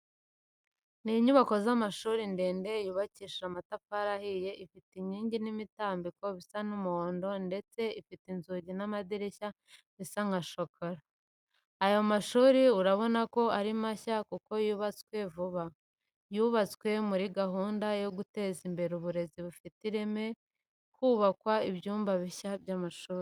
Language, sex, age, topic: Kinyarwanda, female, 25-35, education